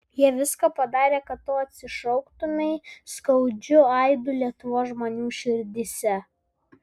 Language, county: Lithuanian, Vilnius